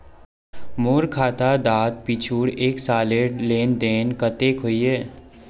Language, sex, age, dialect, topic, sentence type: Magahi, male, 18-24, Northeastern/Surjapuri, banking, question